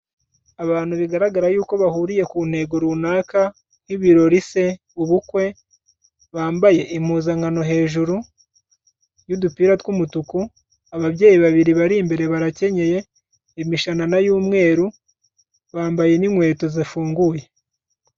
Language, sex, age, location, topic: Kinyarwanda, male, 25-35, Kigali, health